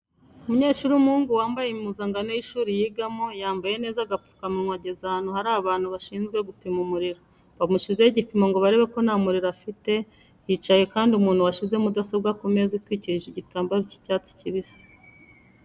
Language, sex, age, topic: Kinyarwanda, female, 25-35, education